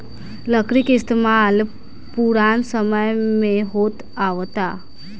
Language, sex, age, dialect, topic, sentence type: Bhojpuri, female, 18-24, Southern / Standard, agriculture, statement